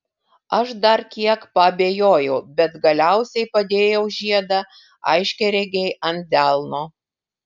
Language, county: Lithuanian, Vilnius